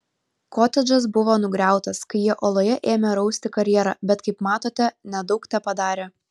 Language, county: Lithuanian, Vilnius